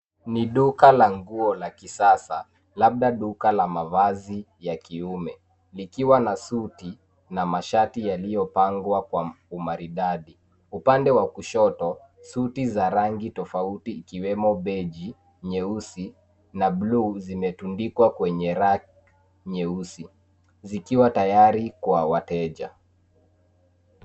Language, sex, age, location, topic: Swahili, male, 18-24, Nairobi, finance